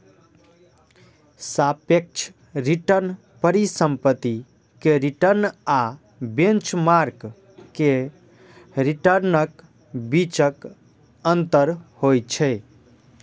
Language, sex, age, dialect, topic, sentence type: Maithili, male, 18-24, Eastern / Thethi, banking, statement